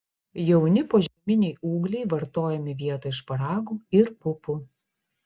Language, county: Lithuanian, Vilnius